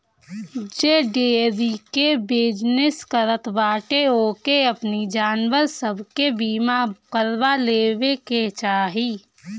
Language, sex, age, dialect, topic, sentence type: Bhojpuri, female, 31-35, Northern, banking, statement